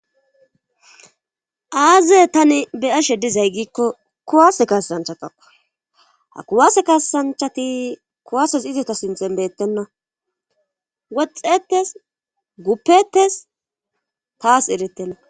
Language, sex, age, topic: Gamo, female, 18-24, government